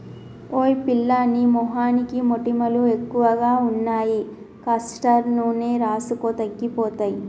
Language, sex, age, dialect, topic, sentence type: Telugu, female, 31-35, Telangana, agriculture, statement